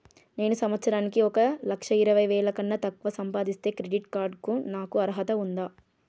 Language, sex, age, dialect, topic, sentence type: Telugu, female, 25-30, Telangana, banking, question